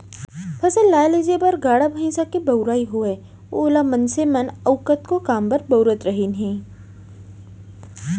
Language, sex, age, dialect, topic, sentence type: Chhattisgarhi, female, 25-30, Central, agriculture, statement